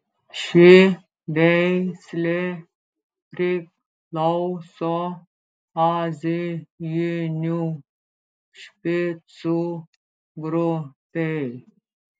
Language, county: Lithuanian, Klaipėda